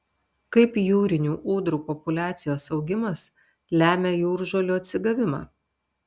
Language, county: Lithuanian, Telšiai